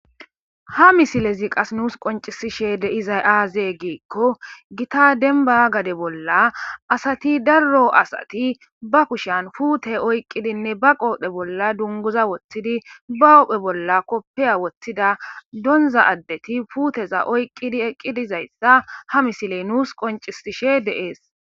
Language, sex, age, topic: Gamo, female, 18-24, agriculture